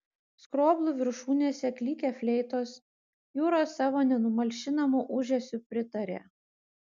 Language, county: Lithuanian, Kaunas